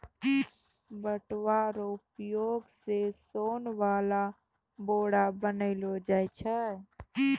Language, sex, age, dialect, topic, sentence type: Maithili, female, 18-24, Angika, agriculture, statement